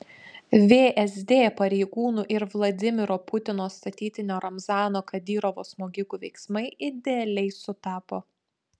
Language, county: Lithuanian, Panevėžys